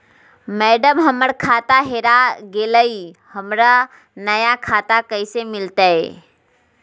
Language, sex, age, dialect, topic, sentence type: Magahi, female, 51-55, Southern, banking, question